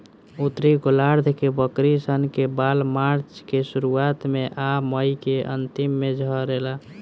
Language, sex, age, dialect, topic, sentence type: Bhojpuri, female, <18, Southern / Standard, agriculture, statement